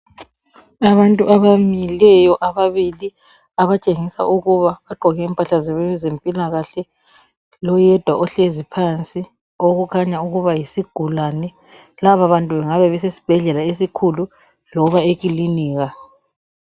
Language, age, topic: North Ndebele, 36-49, health